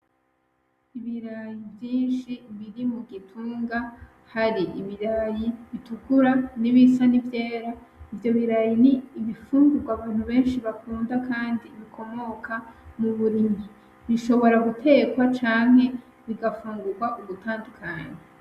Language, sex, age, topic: Rundi, female, 25-35, agriculture